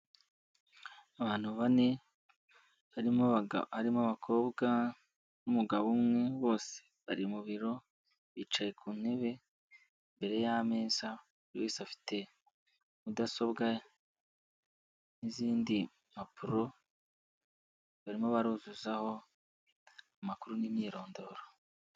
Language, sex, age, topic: Kinyarwanda, male, 18-24, finance